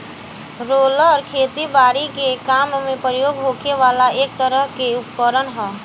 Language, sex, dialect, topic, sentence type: Bhojpuri, female, Southern / Standard, agriculture, statement